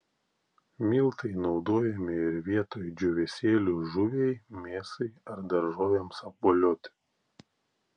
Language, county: Lithuanian, Klaipėda